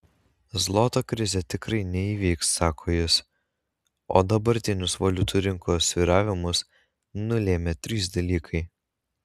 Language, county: Lithuanian, Kaunas